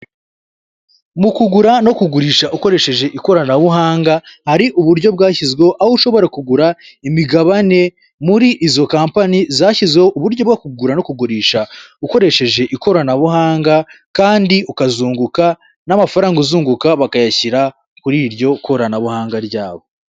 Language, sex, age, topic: Kinyarwanda, male, 18-24, finance